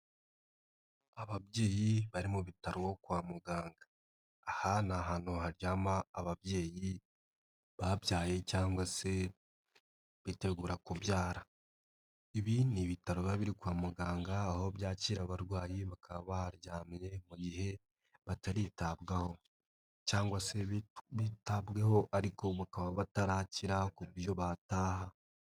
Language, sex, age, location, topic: Kinyarwanda, male, 25-35, Nyagatare, health